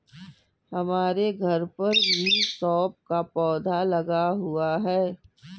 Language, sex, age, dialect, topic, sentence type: Hindi, female, 36-40, Kanauji Braj Bhasha, agriculture, statement